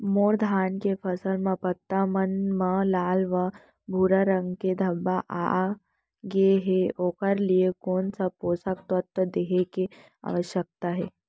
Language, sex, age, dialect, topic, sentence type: Chhattisgarhi, female, 18-24, Central, agriculture, question